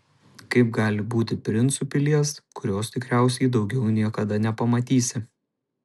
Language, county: Lithuanian, Šiauliai